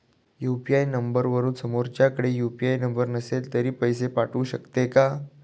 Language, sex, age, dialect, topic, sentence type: Marathi, male, 25-30, Standard Marathi, banking, question